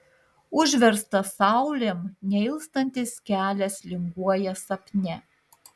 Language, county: Lithuanian, Marijampolė